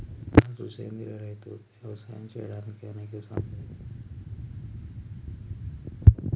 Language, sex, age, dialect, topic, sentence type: Telugu, male, 31-35, Telangana, agriculture, statement